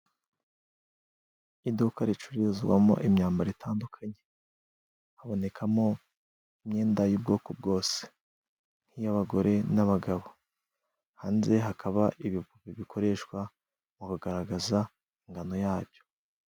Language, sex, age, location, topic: Kinyarwanda, male, 18-24, Musanze, finance